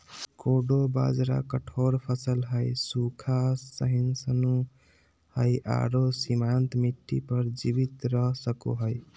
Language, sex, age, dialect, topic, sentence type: Magahi, male, 18-24, Southern, agriculture, statement